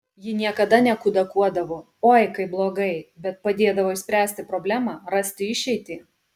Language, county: Lithuanian, Kaunas